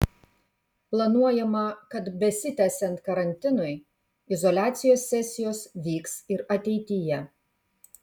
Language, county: Lithuanian, Kaunas